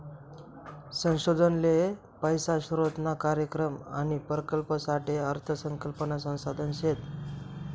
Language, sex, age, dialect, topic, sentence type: Marathi, male, 25-30, Northern Konkan, banking, statement